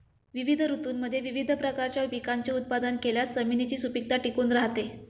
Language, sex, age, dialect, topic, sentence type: Marathi, female, 25-30, Standard Marathi, agriculture, statement